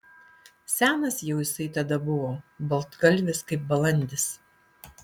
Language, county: Lithuanian, Alytus